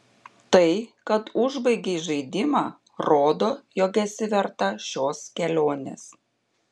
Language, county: Lithuanian, Panevėžys